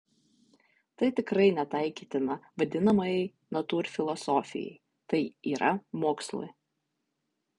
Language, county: Lithuanian, Utena